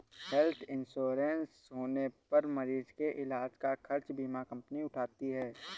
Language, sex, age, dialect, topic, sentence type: Hindi, male, 31-35, Awadhi Bundeli, banking, statement